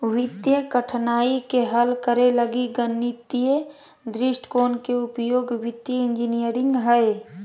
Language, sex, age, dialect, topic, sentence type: Magahi, female, 31-35, Southern, banking, statement